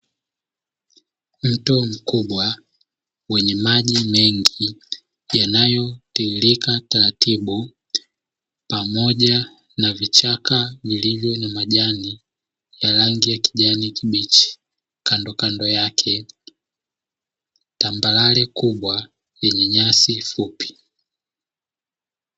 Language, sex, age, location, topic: Swahili, male, 25-35, Dar es Salaam, agriculture